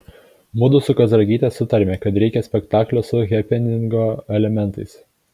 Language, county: Lithuanian, Kaunas